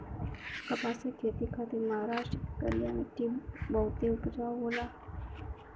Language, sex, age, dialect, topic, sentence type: Bhojpuri, female, 18-24, Western, agriculture, statement